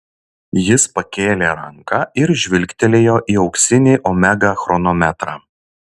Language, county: Lithuanian, Šiauliai